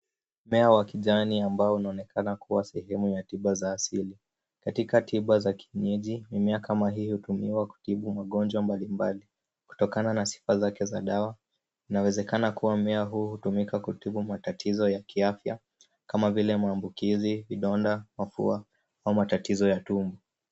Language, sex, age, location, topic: Swahili, male, 18-24, Nairobi, health